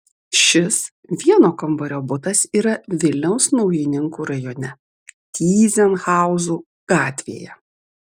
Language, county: Lithuanian, Vilnius